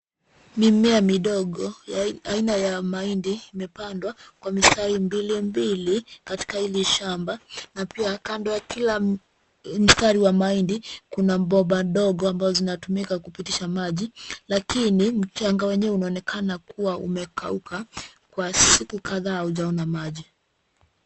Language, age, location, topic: Swahili, 25-35, Nairobi, agriculture